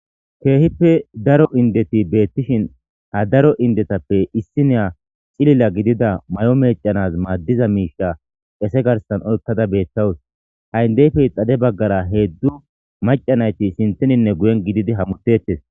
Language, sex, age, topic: Gamo, male, 25-35, government